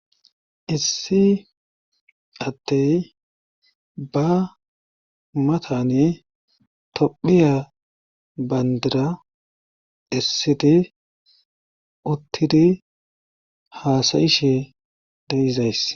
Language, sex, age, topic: Gamo, male, 36-49, government